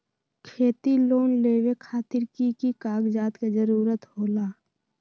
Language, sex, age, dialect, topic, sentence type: Magahi, female, 18-24, Western, banking, question